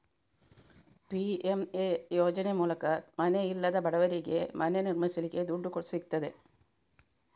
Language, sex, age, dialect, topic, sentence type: Kannada, female, 25-30, Coastal/Dakshin, banking, statement